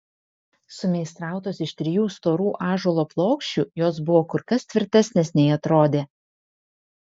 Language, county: Lithuanian, Vilnius